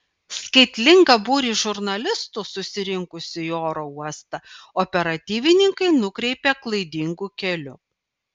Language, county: Lithuanian, Vilnius